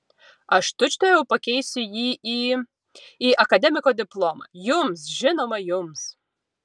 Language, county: Lithuanian, Utena